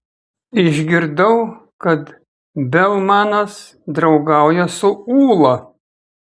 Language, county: Lithuanian, Kaunas